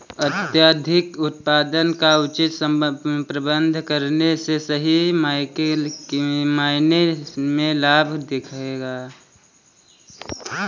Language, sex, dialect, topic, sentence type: Hindi, male, Kanauji Braj Bhasha, agriculture, statement